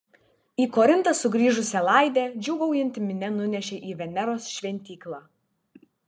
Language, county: Lithuanian, Vilnius